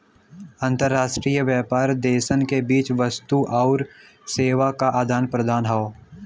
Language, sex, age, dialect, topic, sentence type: Bhojpuri, male, 18-24, Western, banking, statement